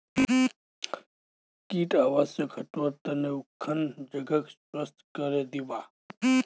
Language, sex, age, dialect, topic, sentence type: Magahi, male, 25-30, Northeastern/Surjapuri, agriculture, statement